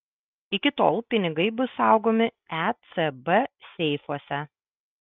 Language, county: Lithuanian, Kaunas